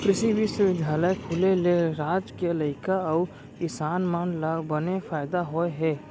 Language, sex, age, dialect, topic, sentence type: Chhattisgarhi, male, 41-45, Central, agriculture, statement